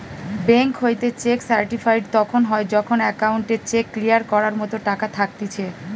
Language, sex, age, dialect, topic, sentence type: Bengali, female, 31-35, Western, banking, statement